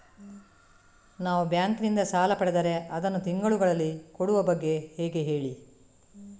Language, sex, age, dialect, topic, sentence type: Kannada, female, 18-24, Coastal/Dakshin, banking, question